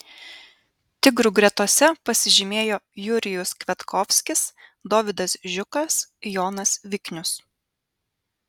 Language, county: Lithuanian, Vilnius